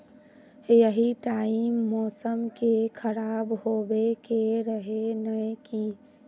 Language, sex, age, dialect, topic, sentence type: Magahi, female, 25-30, Northeastern/Surjapuri, agriculture, question